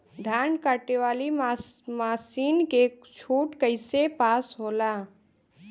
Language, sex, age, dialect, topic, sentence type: Bhojpuri, female, 18-24, Western, agriculture, question